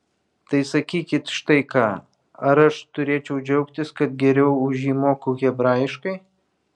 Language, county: Lithuanian, Vilnius